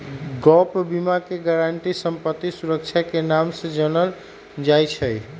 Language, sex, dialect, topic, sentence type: Magahi, male, Western, banking, statement